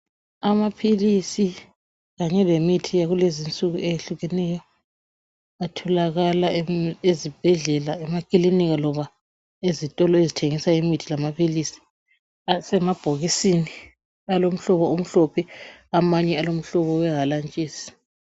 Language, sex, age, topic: North Ndebele, female, 25-35, health